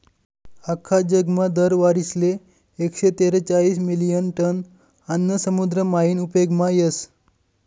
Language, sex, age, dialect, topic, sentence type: Marathi, male, 25-30, Northern Konkan, agriculture, statement